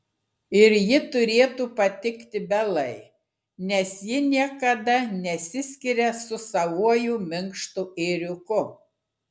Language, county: Lithuanian, Klaipėda